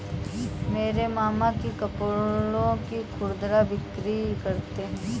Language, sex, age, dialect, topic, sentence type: Hindi, female, 18-24, Awadhi Bundeli, agriculture, statement